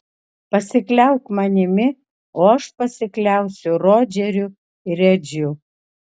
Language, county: Lithuanian, Kaunas